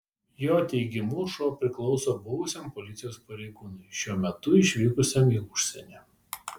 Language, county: Lithuanian, Vilnius